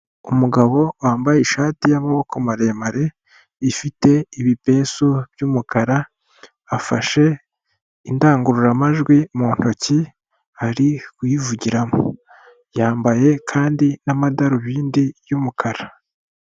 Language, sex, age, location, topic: Kinyarwanda, male, 25-35, Huye, government